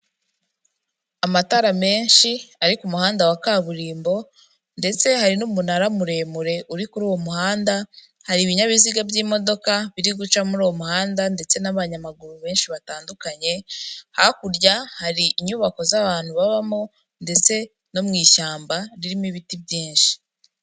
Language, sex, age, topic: Kinyarwanda, female, 25-35, government